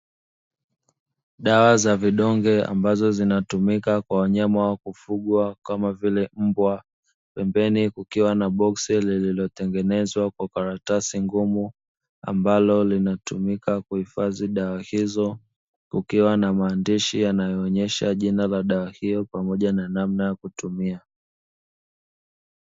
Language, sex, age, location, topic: Swahili, male, 18-24, Dar es Salaam, agriculture